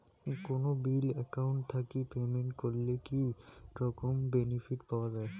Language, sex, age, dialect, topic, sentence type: Bengali, male, 25-30, Rajbangshi, banking, question